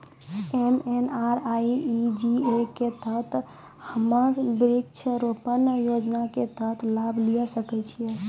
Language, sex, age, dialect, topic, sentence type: Maithili, female, 18-24, Angika, banking, question